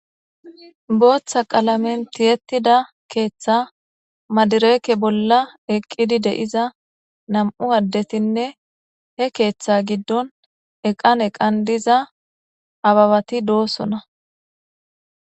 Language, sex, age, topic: Gamo, female, 25-35, government